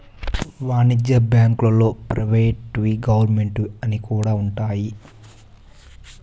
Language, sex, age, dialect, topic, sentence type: Telugu, male, 25-30, Southern, banking, statement